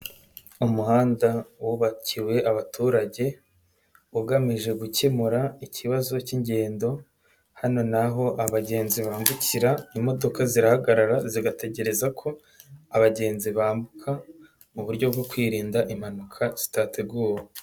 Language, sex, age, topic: Kinyarwanda, male, 18-24, government